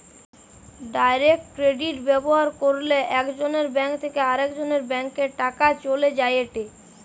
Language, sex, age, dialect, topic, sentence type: Bengali, male, 25-30, Western, banking, statement